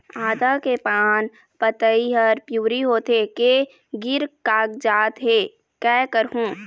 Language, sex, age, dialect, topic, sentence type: Chhattisgarhi, female, 25-30, Eastern, agriculture, question